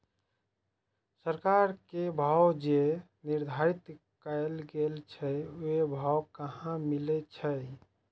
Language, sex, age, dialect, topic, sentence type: Maithili, male, 25-30, Eastern / Thethi, agriculture, question